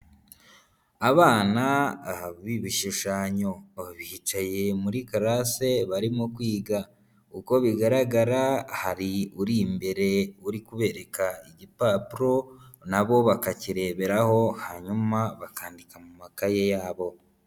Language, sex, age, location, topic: Kinyarwanda, female, 18-24, Nyagatare, education